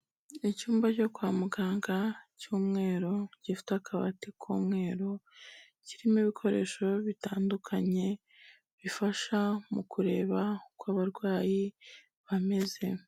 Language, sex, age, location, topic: Kinyarwanda, female, 25-35, Kigali, health